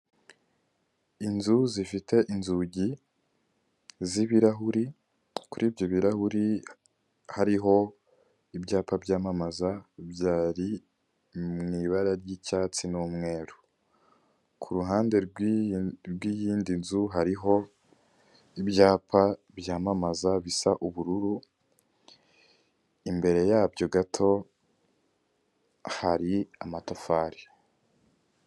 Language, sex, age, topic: Kinyarwanda, male, 18-24, finance